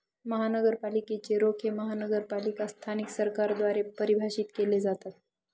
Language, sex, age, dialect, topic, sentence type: Marathi, female, 41-45, Northern Konkan, banking, statement